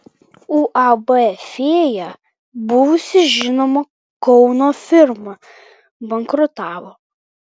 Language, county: Lithuanian, Vilnius